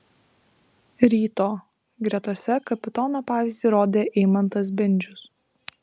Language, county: Lithuanian, Vilnius